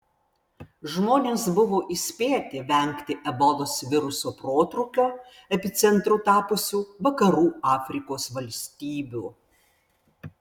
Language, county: Lithuanian, Vilnius